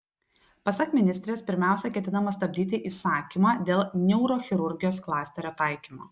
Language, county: Lithuanian, Telšiai